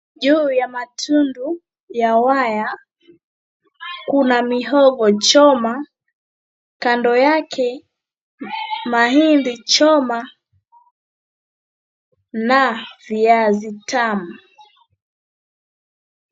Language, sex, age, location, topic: Swahili, female, 36-49, Mombasa, agriculture